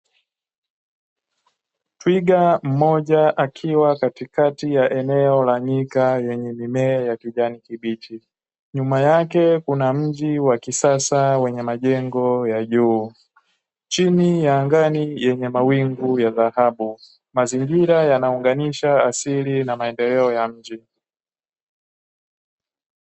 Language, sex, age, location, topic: Swahili, male, 18-24, Dar es Salaam, agriculture